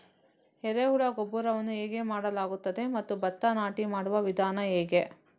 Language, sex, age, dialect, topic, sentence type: Kannada, female, 18-24, Coastal/Dakshin, agriculture, question